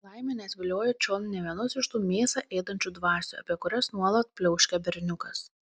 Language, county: Lithuanian, Panevėžys